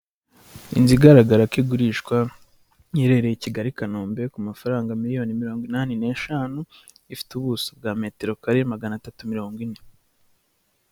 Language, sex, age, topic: Kinyarwanda, male, 18-24, finance